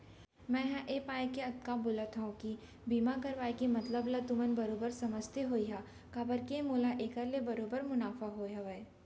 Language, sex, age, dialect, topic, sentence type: Chhattisgarhi, female, 31-35, Central, banking, statement